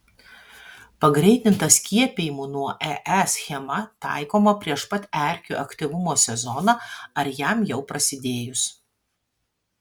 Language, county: Lithuanian, Vilnius